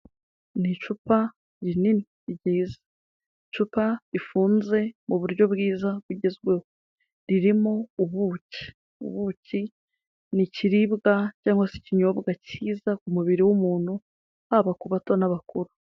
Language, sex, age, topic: Kinyarwanda, female, 25-35, health